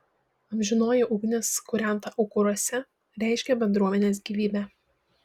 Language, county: Lithuanian, Šiauliai